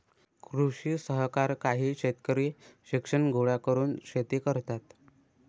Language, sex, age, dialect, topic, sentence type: Marathi, male, 18-24, Varhadi, agriculture, statement